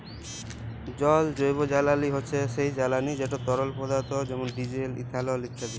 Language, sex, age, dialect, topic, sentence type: Bengali, male, 18-24, Jharkhandi, agriculture, statement